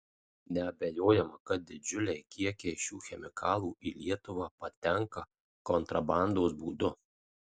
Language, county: Lithuanian, Marijampolė